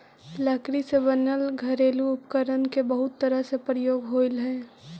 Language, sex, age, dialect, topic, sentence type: Magahi, female, 18-24, Central/Standard, banking, statement